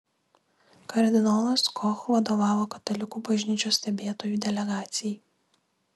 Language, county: Lithuanian, Kaunas